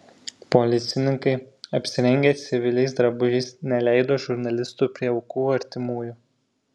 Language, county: Lithuanian, Šiauliai